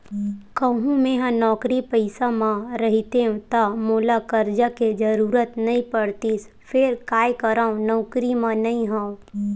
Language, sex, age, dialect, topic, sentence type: Chhattisgarhi, female, 18-24, Western/Budati/Khatahi, banking, statement